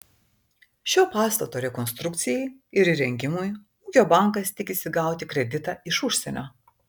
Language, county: Lithuanian, Vilnius